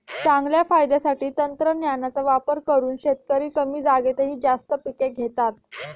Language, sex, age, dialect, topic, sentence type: Marathi, female, 18-24, Standard Marathi, agriculture, statement